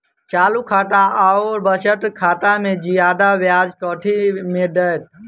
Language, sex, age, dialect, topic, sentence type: Maithili, male, 18-24, Southern/Standard, banking, question